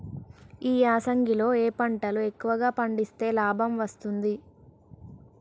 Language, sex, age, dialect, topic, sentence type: Telugu, male, 56-60, Telangana, agriculture, question